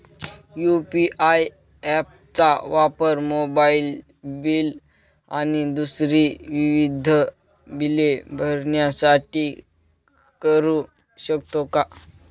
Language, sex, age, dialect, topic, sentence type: Marathi, male, 18-24, Northern Konkan, banking, statement